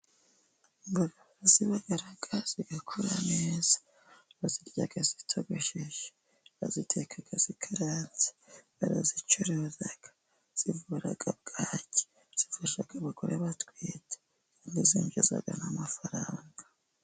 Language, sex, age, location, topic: Kinyarwanda, female, 50+, Musanze, agriculture